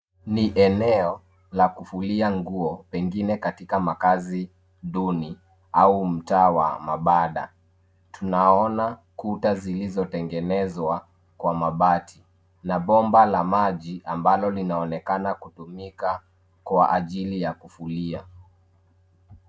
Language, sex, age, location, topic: Swahili, male, 25-35, Nairobi, government